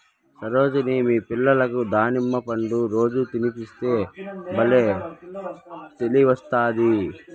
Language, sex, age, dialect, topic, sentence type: Telugu, male, 56-60, Southern, agriculture, statement